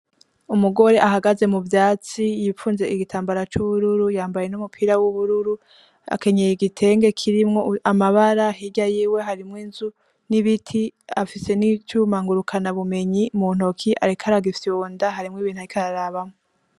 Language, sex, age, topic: Rundi, female, 25-35, agriculture